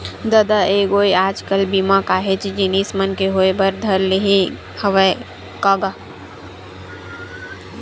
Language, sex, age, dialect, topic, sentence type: Chhattisgarhi, female, 18-24, Western/Budati/Khatahi, banking, statement